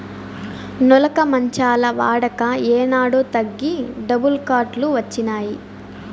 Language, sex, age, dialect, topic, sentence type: Telugu, female, 18-24, Southern, agriculture, statement